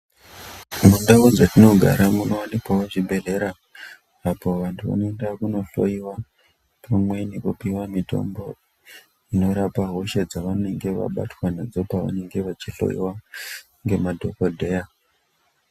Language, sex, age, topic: Ndau, female, 50+, health